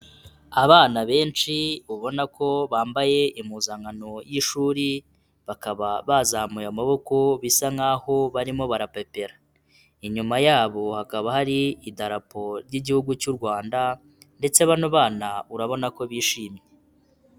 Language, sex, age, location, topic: Kinyarwanda, male, 25-35, Kigali, health